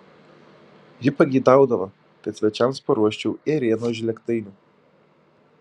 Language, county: Lithuanian, Šiauliai